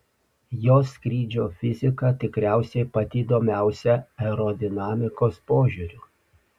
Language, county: Lithuanian, Panevėžys